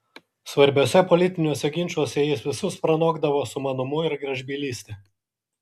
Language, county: Lithuanian, Kaunas